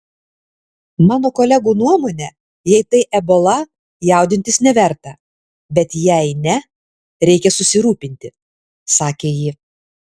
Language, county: Lithuanian, Alytus